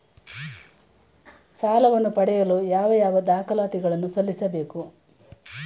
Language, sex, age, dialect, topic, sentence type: Kannada, female, 18-24, Mysore Kannada, banking, question